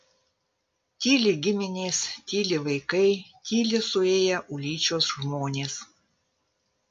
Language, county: Lithuanian, Vilnius